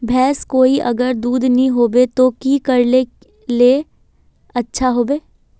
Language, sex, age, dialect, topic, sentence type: Magahi, female, 36-40, Northeastern/Surjapuri, agriculture, question